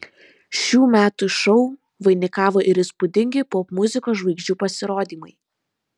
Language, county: Lithuanian, Vilnius